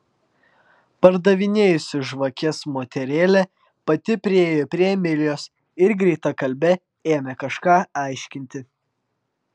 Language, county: Lithuanian, Vilnius